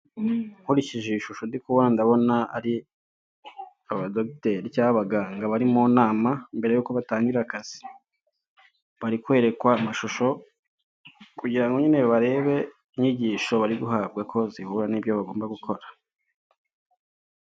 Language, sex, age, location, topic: Kinyarwanda, male, 25-35, Huye, health